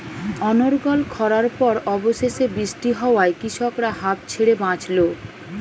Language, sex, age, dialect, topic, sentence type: Bengali, female, 36-40, Standard Colloquial, agriculture, question